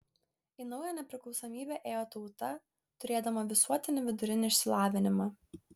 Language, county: Lithuanian, Klaipėda